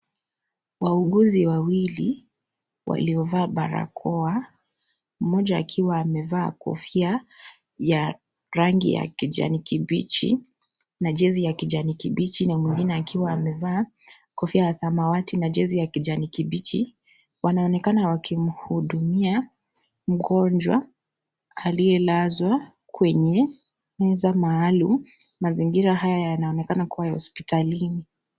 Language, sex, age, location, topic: Swahili, female, 25-35, Kisii, health